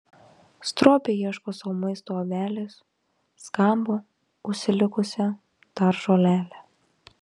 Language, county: Lithuanian, Marijampolė